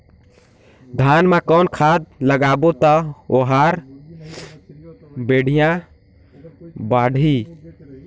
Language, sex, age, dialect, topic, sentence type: Chhattisgarhi, male, 18-24, Northern/Bhandar, agriculture, question